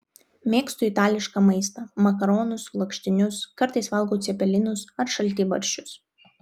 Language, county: Lithuanian, Vilnius